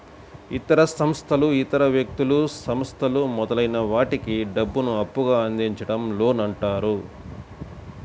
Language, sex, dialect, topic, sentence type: Telugu, male, Central/Coastal, banking, statement